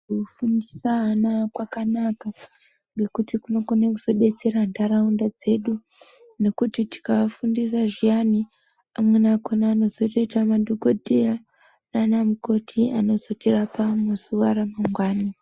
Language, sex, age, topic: Ndau, male, 18-24, health